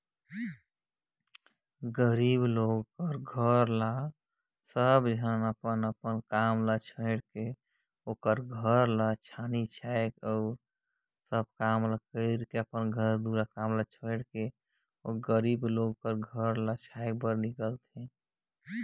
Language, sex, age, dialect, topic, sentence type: Chhattisgarhi, male, 18-24, Northern/Bhandar, banking, statement